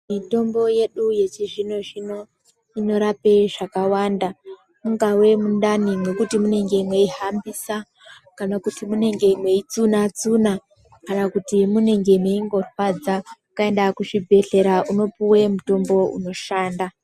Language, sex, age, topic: Ndau, male, 18-24, health